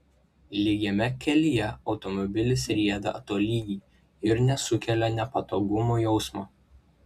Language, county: Lithuanian, Klaipėda